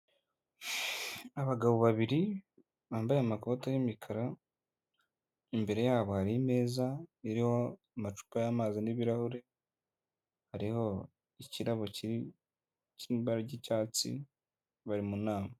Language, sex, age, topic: Kinyarwanda, male, 18-24, government